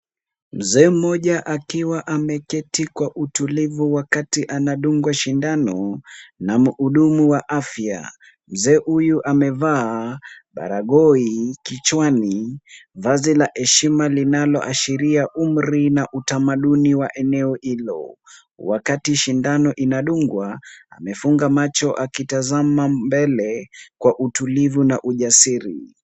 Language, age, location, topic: Swahili, 18-24, Kisumu, health